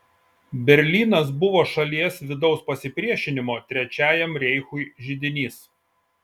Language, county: Lithuanian, Šiauliai